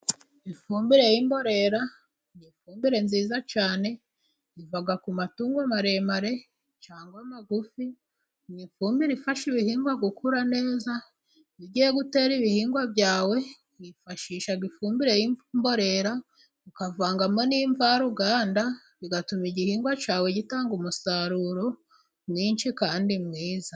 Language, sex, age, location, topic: Kinyarwanda, female, 25-35, Musanze, agriculture